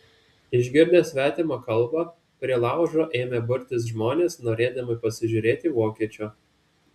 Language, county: Lithuanian, Vilnius